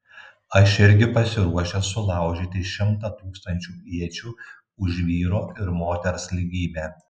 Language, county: Lithuanian, Tauragė